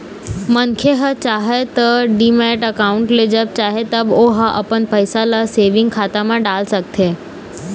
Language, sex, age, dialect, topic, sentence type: Chhattisgarhi, female, 18-24, Eastern, banking, statement